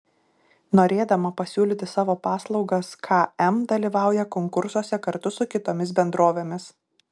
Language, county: Lithuanian, Šiauliai